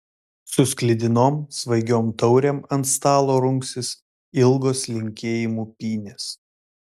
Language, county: Lithuanian, Vilnius